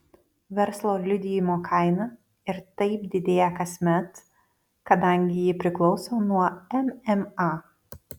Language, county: Lithuanian, Marijampolė